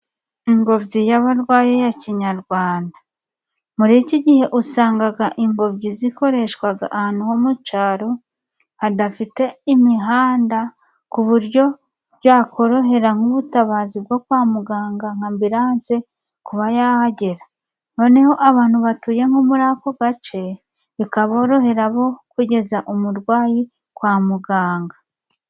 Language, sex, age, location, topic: Kinyarwanda, female, 25-35, Musanze, government